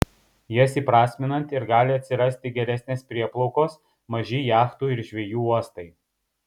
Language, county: Lithuanian, Kaunas